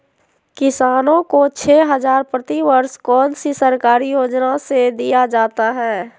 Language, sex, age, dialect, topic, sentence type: Magahi, female, 51-55, Southern, agriculture, question